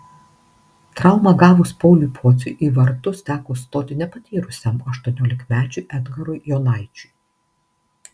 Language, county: Lithuanian, Marijampolė